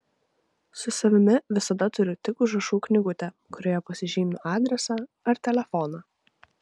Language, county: Lithuanian, Vilnius